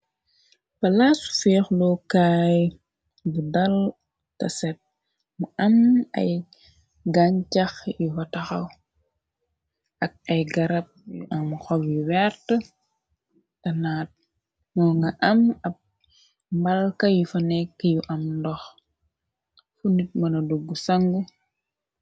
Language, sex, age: Wolof, female, 25-35